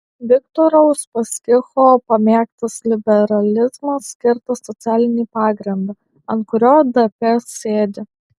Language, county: Lithuanian, Alytus